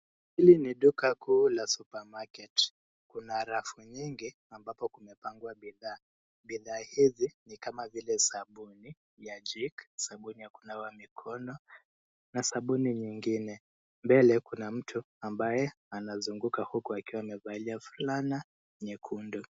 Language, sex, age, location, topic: Swahili, male, 25-35, Nairobi, finance